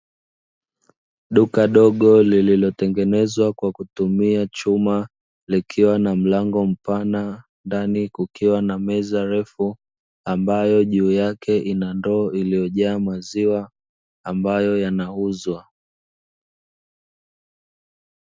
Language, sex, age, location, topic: Swahili, male, 25-35, Dar es Salaam, finance